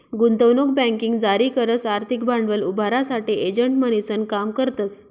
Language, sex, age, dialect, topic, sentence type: Marathi, female, 25-30, Northern Konkan, banking, statement